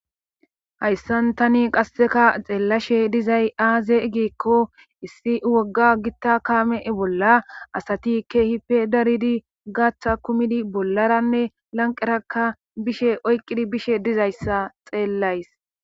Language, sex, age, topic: Gamo, female, 25-35, government